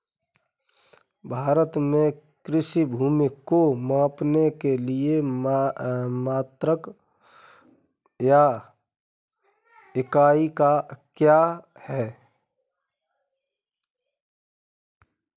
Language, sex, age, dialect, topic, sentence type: Hindi, male, 31-35, Kanauji Braj Bhasha, agriculture, question